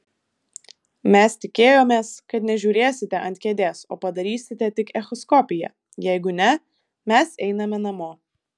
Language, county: Lithuanian, Vilnius